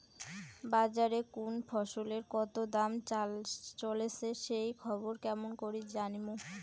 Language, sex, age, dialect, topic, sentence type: Bengali, female, 18-24, Rajbangshi, agriculture, question